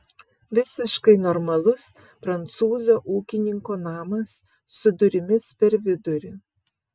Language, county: Lithuanian, Vilnius